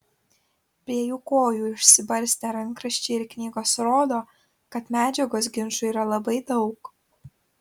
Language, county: Lithuanian, Kaunas